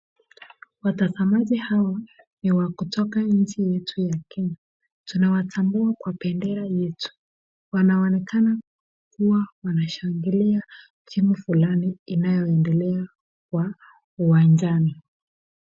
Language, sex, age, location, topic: Swahili, female, 25-35, Nakuru, government